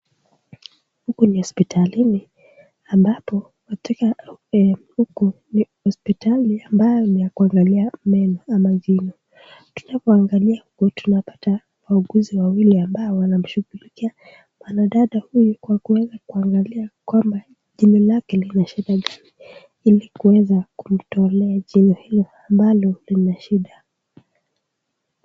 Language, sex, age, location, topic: Swahili, female, 18-24, Nakuru, health